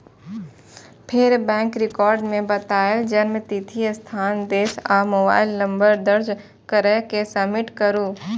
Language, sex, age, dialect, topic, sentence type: Maithili, female, 25-30, Eastern / Thethi, banking, statement